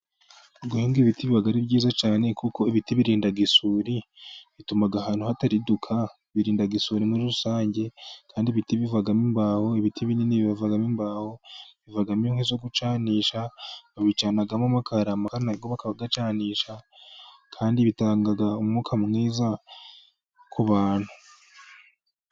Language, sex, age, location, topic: Kinyarwanda, male, 25-35, Musanze, agriculture